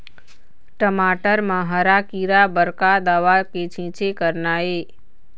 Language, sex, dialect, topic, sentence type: Chhattisgarhi, female, Eastern, agriculture, question